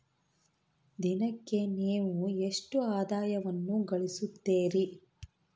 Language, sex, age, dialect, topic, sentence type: Kannada, female, 41-45, Central, agriculture, question